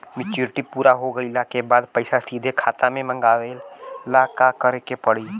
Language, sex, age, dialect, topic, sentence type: Bhojpuri, male, 18-24, Southern / Standard, banking, question